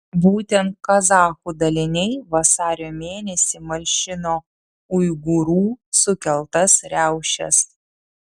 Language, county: Lithuanian, Vilnius